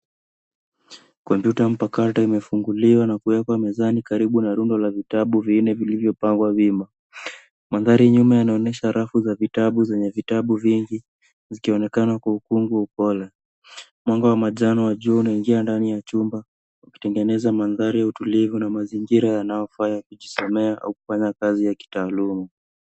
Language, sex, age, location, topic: Swahili, male, 18-24, Nairobi, education